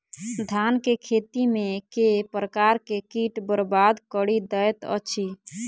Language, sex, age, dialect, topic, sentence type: Maithili, female, 18-24, Southern/Standard, agriculture, question